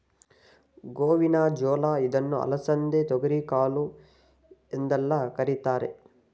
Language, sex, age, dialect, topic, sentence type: Kannada, male, 60-100, Mysore Kannada, agriculture, statement